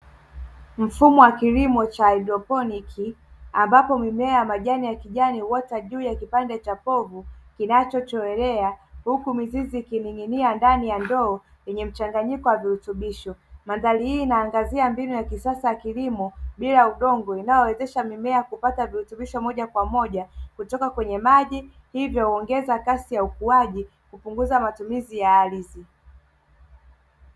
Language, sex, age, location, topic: Swahili, male, 18-24, Dar es Salaam, agriculture